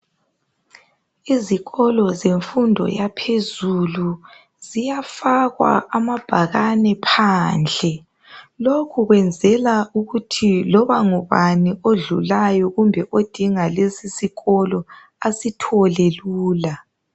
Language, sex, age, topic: North Ndebele, male, 18-24, education